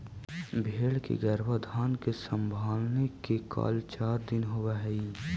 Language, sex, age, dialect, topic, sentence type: Magahi, male, 18-24, Central/Standard, agriculture, statement